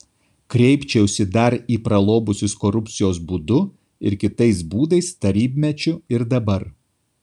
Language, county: Lithuanian, Kaunas